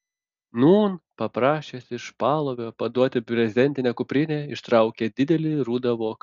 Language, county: Lithuanian, Panevėžys